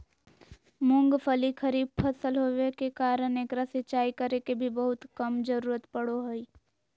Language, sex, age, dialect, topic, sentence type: Magahi, female, 31-35, Southern, agriculture, statement